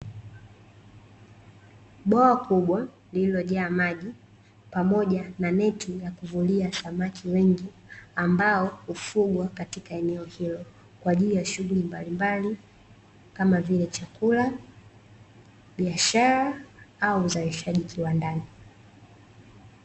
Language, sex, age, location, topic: Swahili, female, 18-24, Dar es Salaam, agriculture